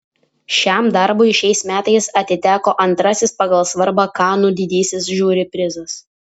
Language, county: Lithuanian, Vilnius